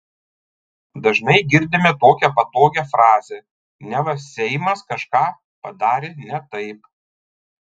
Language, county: Lithuanian, Tauragė